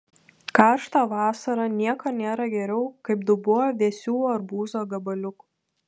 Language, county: Lithuanian, Telšiai